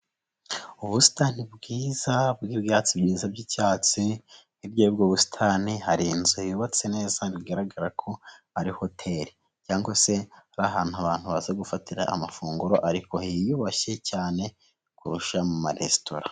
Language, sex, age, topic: Kinyarwanda, male, 18-24, finance